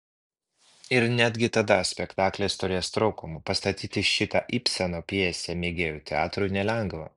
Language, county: Lithuanian, Vilnius